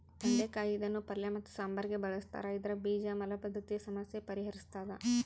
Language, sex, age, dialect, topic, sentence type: Kannada, female, 31-35, Central, agriculture, statement